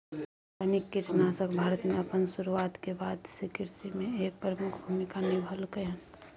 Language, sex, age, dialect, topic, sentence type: Maithili, female, 18-24, Bajjika, agriculture, statement